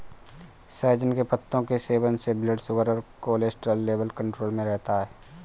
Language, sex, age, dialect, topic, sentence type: Hindi, male, 31-35, Awadhi Bundeli, agriculture, statement